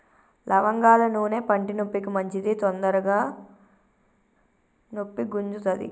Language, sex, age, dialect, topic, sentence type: Telugu, female, 25-30, Telangana, agriculture, statement